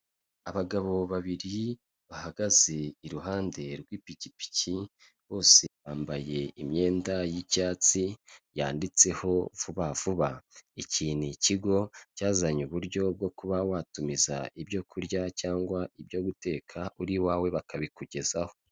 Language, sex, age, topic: Kinyarwanda, male, 25-35, finance